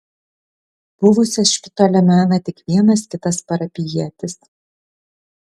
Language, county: Lithuanian, Kaunas